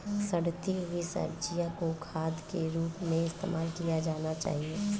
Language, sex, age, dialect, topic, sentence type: Hindi, female, 18-24, Awadhi Bundeli, agriculture, statement